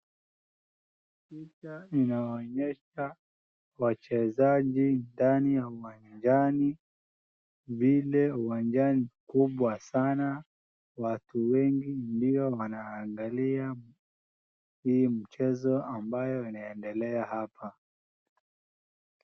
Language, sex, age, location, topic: Swahili, male, 18-24, Wajir, government